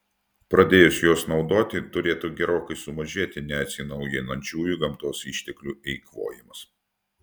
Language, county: Lithuanian, Utena